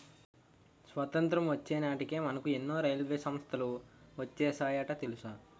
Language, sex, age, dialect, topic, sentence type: Telugu, male, 18-24, Utterandhra, banking, statement